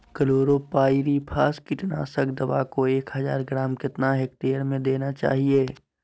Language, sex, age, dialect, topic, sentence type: Magahi, male, 18-24, Southern, agriculture, question